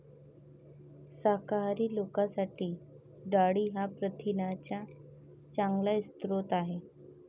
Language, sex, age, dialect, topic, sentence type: Marathi, female, 18-24, Varhadi, agriculture, statement